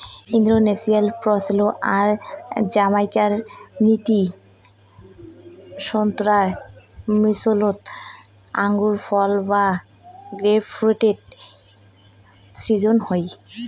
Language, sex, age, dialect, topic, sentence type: Bengali, female, 18-24, Rajbangshi, agriculture, statement